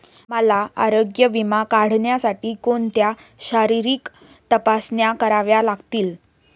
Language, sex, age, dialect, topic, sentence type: Marathi, female, 18-24, Standard Marathi, banking, question